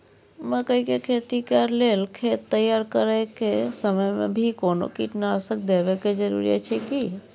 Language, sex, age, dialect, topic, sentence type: Maithili, female, 36-40, Bajjika, agriculture, question